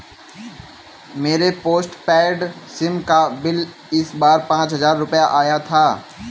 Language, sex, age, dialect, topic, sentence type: Hindi, male, 18-24, Kanauji Braj Bhasha, banking, statement